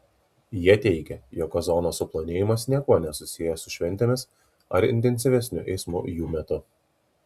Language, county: Lithuanian, Kaunas